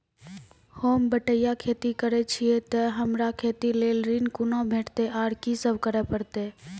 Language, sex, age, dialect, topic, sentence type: Maithili, female, 18-24, Angika, banking, question